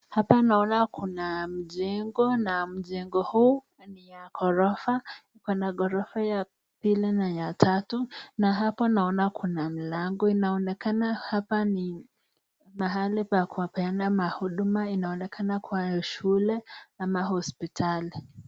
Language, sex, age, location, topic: Swahili, female, 18-24, Nakuru, education